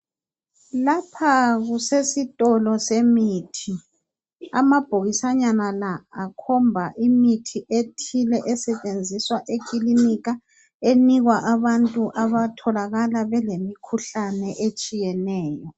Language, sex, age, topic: North Ndebele, female, 50+, health